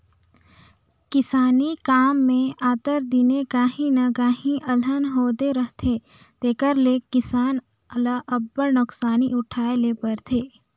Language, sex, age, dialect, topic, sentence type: Chhattisgarhi, female, 18-24, Northern/Bhandar, agriculture, statement